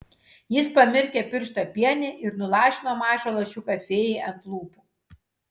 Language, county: Lithuanian, Kaunas